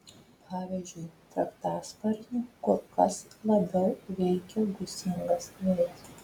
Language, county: Lithuanian, Telšiai